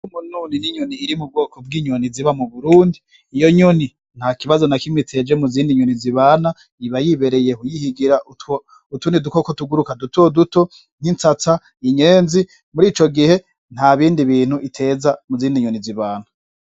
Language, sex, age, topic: Rundi, male, 25-35, agriculture